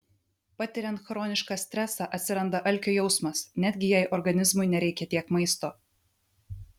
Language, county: Lithuanian, Vilnius